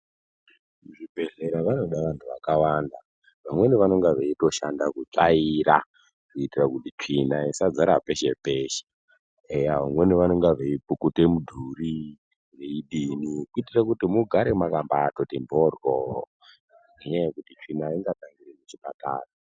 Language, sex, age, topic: Ndau, male, 18-24, health